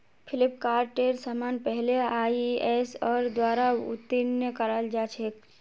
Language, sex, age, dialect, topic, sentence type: Magahi, female, 25-30, Northeastern/Surjapuri, banking, statement